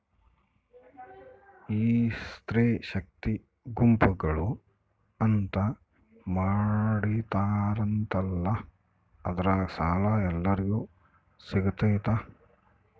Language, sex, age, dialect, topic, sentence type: Kannada, male, 51-55, Central, banking, question